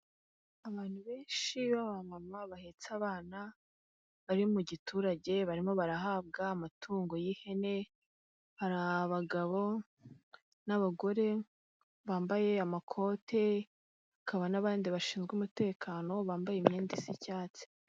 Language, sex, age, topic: Kinyarwanda, female, 18-24, government